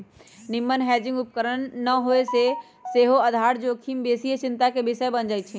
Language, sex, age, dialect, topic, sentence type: Magahi, female, 25-30, Western, banking, statement